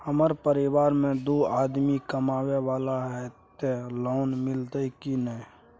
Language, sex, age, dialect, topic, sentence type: Maithili, male, 56-60, Bajjika, banking, question